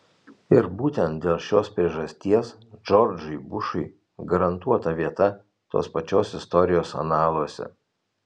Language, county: Lithuanian, Telšiai